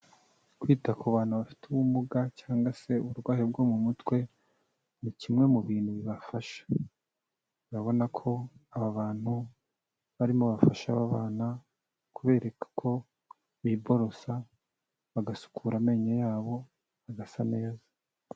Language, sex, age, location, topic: Kinyarwanda, male, 25-35, Kigali, health